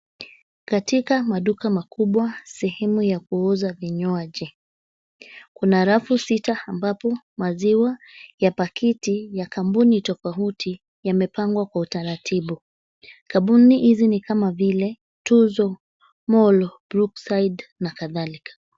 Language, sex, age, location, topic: Swahili, female, 25-35, Nairobi, finance